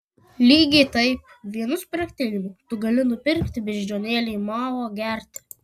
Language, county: Lithuanian, Kaunas